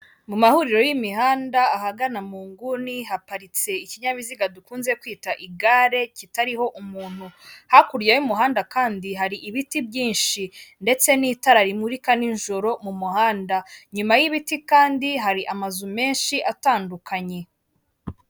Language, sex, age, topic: Kinyarwanda, female, 18-24, government